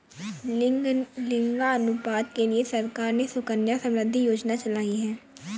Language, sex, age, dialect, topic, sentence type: Hindi, female, 18-24, Awadhi Bundeli, banking, statement